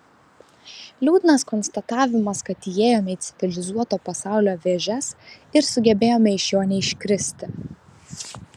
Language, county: Lithuanian, Vilnius